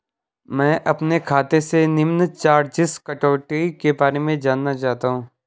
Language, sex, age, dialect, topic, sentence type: Hindi, male, 18-24, Garhwali, banking, question